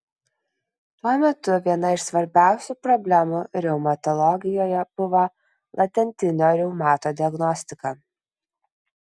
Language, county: Lithuanian, Kaunas